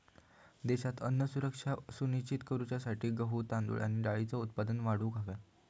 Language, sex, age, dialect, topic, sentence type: Marathi, male, 18-24, Southern Konkan, agriculture, statement